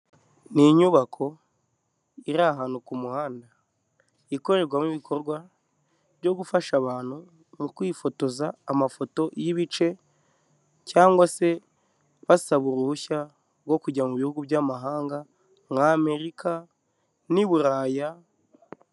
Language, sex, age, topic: Kinyarwanda, male, 25-35, government